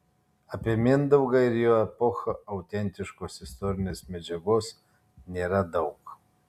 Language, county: Lithuanian, Kaunas